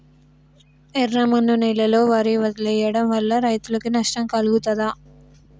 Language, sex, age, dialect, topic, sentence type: Telugu, female, 18-24, Telangana, agriculture, question